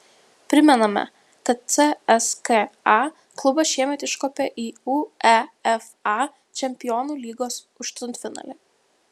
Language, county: Lithuanian, Vilnius